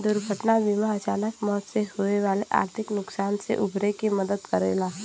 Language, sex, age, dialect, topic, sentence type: Bhojpuri, female, 18-24, Western, banking, statement